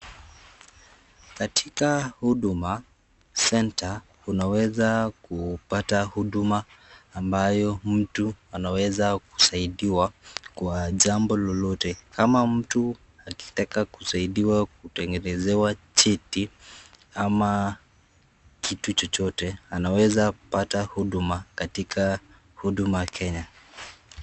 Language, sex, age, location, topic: Swahili, male, 50+, Nakuru, government